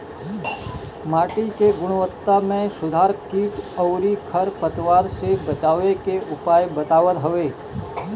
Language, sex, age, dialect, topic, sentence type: Bhojpuri, male, 18-24, Northern, agriculture, statement